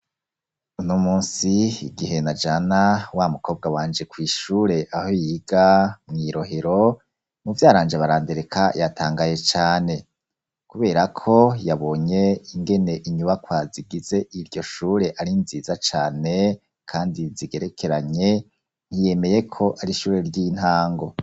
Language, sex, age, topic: Rundi, male, 36-49, education